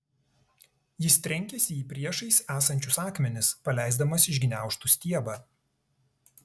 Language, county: Lithuanian, Tauragė